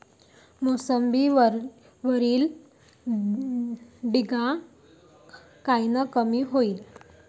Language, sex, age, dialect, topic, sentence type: Marathi, female, 18-24, Varhadi, agriculture, question